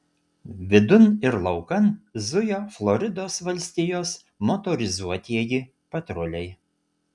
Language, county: Lithuanian, Utena